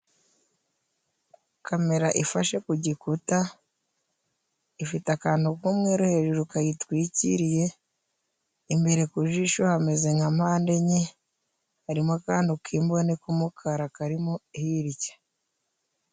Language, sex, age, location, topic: Kinyarwanda, female, 25-35, Musanze, government